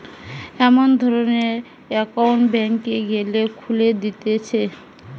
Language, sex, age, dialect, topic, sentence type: Bengali, female, 18-24, Western, banking, statement